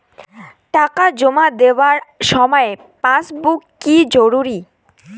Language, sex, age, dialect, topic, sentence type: Bengali, female, 18-24, Rajbangshi, banking, question